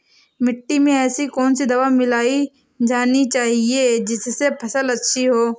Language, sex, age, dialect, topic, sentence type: Hindi, female, 18-24, Awadhi Bundeli, agriculture, question